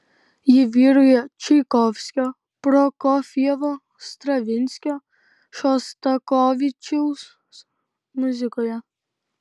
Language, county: Lithuanian, Kaunas